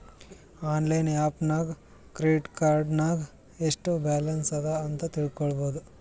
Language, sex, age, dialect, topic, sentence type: Kannada, male, 25-30, Northeastern, banking, statement